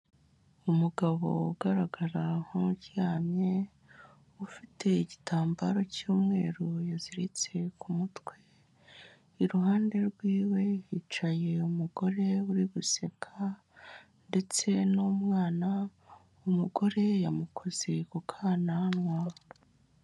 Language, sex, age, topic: Kinyarwanda, male, 18-24, finance